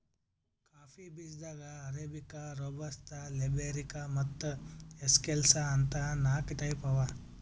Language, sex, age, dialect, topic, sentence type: Kannada, male, 18-24, Northeastern, agriculture, statement